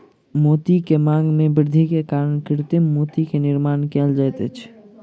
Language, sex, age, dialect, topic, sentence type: Maithili, male, 46-50, Southern/Standard, agriculture, statement